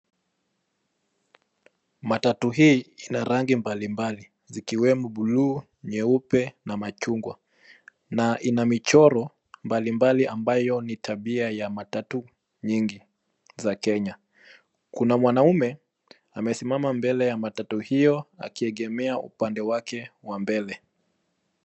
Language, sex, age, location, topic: Swahili, male, 25-35, Nairobi, government